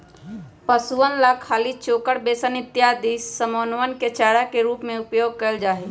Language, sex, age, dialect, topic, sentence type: Magahi, female, 25-30, Western, agriculture, statement